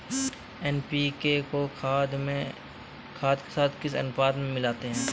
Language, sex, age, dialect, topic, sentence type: Hindi, male, 18-24, Kanauji Braj Bhasha, agriculture, question